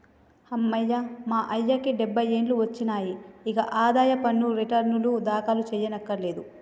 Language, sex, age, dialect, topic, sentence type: Telugu, female, 25-30, Telangana, banking, statement